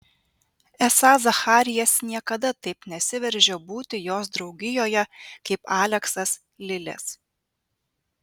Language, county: Lithuanian, Vilnius